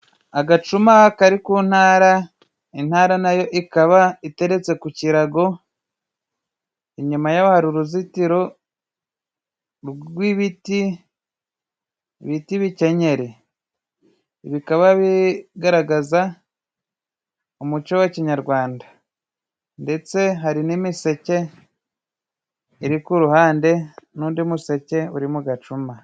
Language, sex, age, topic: Kinyarwanda, male, 25-35, government